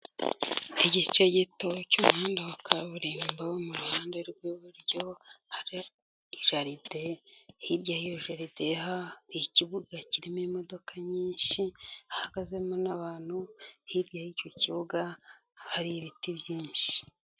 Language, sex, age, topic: Kinyarwanda, female, 25-35, government